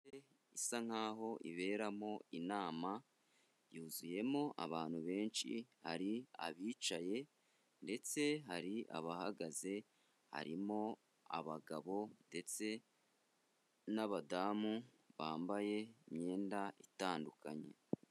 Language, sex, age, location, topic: Kinyarwanda, male, 25-35, Kigali, health